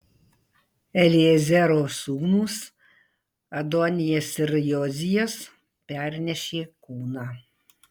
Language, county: Lithuanian, Marijampolė